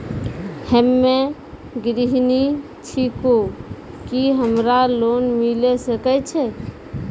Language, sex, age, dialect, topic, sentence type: Maithili, female, 31-35, Angika, banking, question